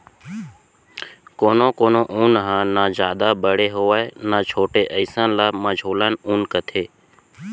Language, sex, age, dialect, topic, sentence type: Chhattisgarhi, male, 31-35, Central, agriculture, statement